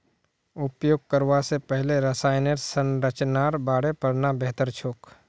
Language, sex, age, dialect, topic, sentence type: Magahi, male, 36-40, Northeastern/Surjapuri, agriculture, statement